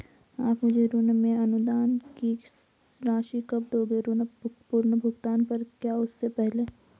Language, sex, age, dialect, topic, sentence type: Hindi, female, 25-30, Garhwali, banking, question